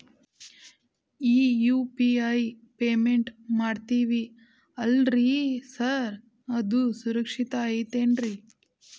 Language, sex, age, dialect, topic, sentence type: Kannada, female, 18-24, Dharwad Kannada, banking, question